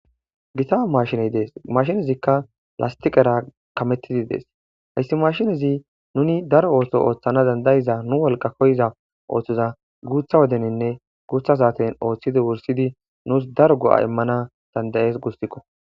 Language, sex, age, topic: Gamo, female, 25-35, government